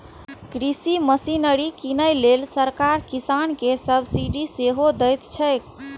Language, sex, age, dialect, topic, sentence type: Maithili, female, 18-24, Eastern / Thethi, agriculture, statement